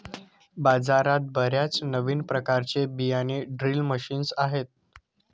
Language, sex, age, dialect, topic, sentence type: Marathi, male, 25-30, Standard Marathi, agriculture, statement